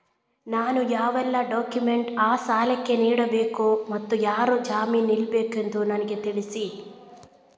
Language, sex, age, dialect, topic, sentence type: Kannada, female, 18-24, Coastal/Dakshin, banking, question